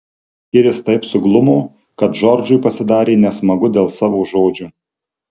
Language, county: Lithuanian, Marijampolė